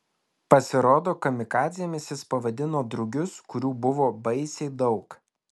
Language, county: Lithuanian, Alytus